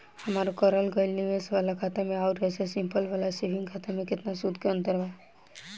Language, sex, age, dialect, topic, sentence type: Bhojpuri, female, 18-24, Southern / Standard, banking, question